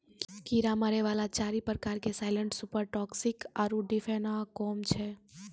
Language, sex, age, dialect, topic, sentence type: Maithili, female, 18-24, Angika, agriculture, statement